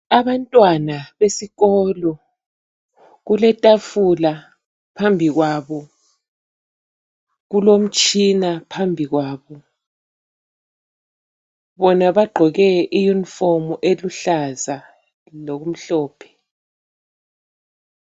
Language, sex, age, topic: North Ndebele, female, 36-49, education